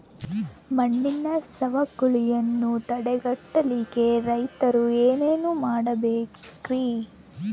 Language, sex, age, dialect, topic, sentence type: Kannada, female, 18-24, Central, agriculture, question